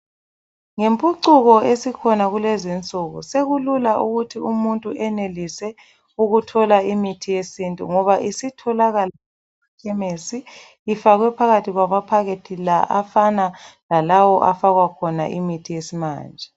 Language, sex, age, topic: North Ndebele, female, 25-35, health